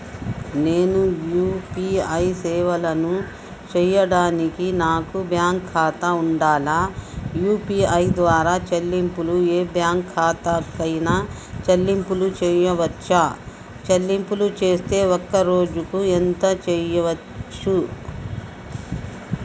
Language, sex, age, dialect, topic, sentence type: Telugu, male, 36-40, Telangana, banking, question